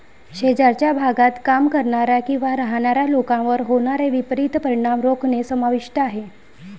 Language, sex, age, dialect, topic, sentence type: Marathi, female, 25-30, Varhadi, agriculture, statement